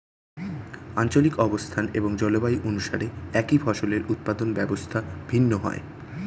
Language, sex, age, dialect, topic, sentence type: Bengali, male, 18-24, Standard Colloquial, agriculture, statement